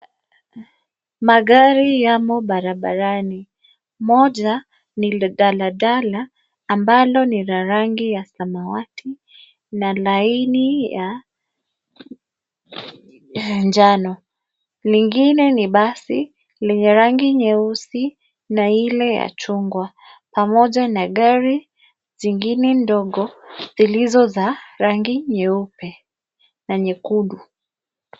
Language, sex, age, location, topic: Swahili, female, 25-35, Nairobi, government